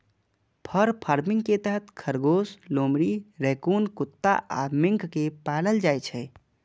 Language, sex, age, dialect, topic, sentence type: Maithili, male, 25-30, Eastern / Thethi, agriculture, statement